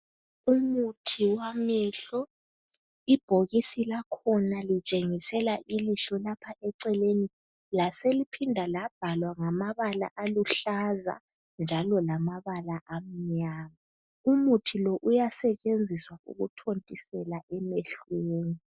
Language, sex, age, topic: North Ndebele, female, 18-24, health